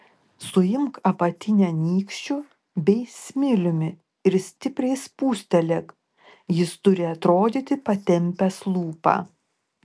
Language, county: Lithuanian, Klaipėda